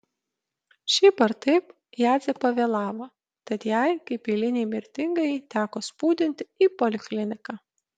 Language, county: Lithuanian, Kaunas